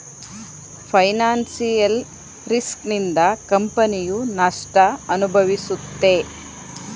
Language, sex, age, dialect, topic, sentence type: Kannada, female, 41-45, Mysore Kannada, banking, statement